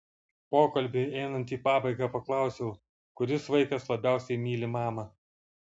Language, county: Lithuanian, Vilnius